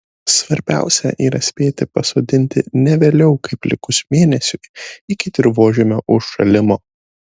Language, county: Lithuanian, Šiauliai